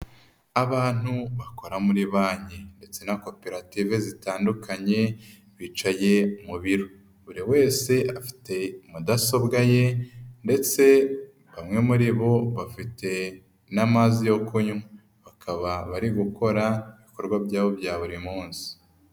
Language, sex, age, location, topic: Kinyarwanda, male, 25-35, Nyagatare, finance